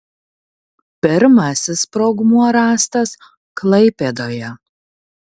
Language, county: Lithuanian, Kaunas